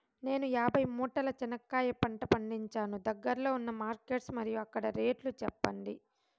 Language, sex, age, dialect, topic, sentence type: Telugu, female, 25-30, Southern, agriculture, question